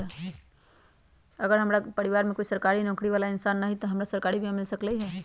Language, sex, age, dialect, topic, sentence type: Magahi, female, 36-40, Western, agriculture, question